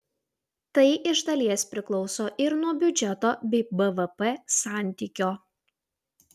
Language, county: Lithuanian, Utena